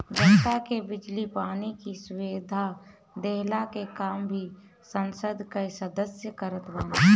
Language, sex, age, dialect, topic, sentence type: Bhojpuri, female, 25-30, Northern, banking, statement